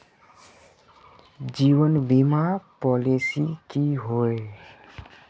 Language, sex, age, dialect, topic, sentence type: Magahi, male, 31-35, Northeastern/Surjapuri, banking, question